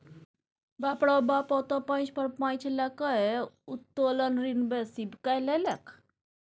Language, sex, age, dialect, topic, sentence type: Maithili, female, 60-100, Bajjika, banking, statement